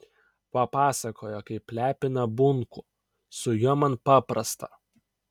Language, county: Lithuanian, Kaunas